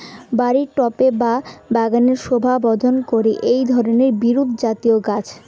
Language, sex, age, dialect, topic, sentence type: Bengali, female, 18-24, Rajbangshi, agriculture, question